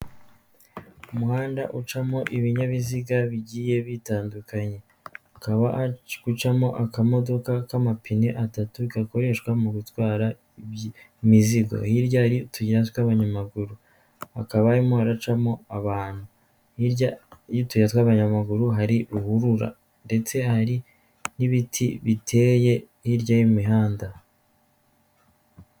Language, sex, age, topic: Kinyarwanda, female, 18-24, government